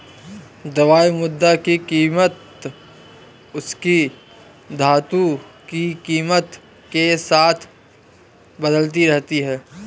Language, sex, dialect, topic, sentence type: Hindi, male, Marwari Dhudhari, banking, statement